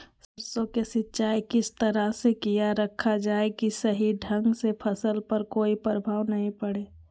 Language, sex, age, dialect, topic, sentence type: Magahi, female, 18-24, Southern, agriculture, question